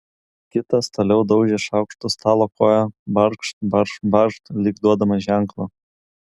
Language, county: Lithuanian, Kaunas